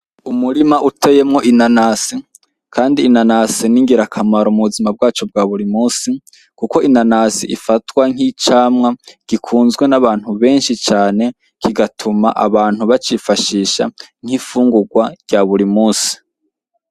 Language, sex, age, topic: Rundi, male, 18-24, agriculture